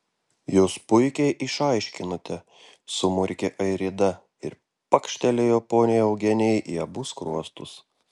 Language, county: Lithuanian, Klaipėda